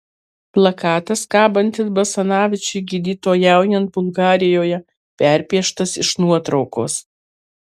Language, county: Lithuanian, Marijampolė